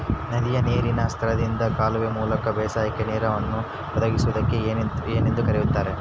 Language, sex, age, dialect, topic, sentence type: Kannada, male, 18-24, Central, agriculture, question